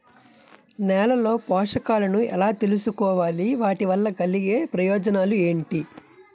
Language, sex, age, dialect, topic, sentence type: Telugu, male, 25-30, Utterandhra, agriculture, question